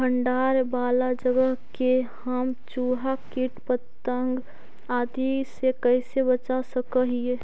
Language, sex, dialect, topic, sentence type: Magahi, female, Central/Standard, agriculture, question